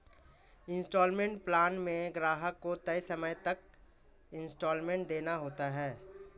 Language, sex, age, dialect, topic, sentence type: Hindi, male, 25-30, Marwari Dhudhari, banking, statement